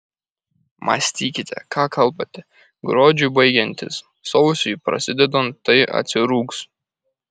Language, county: Lithuanian, Kaunas